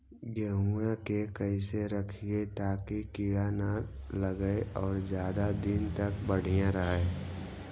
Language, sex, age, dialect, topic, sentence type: Magahi, male, 60-100, Central/Standard, agriculture, question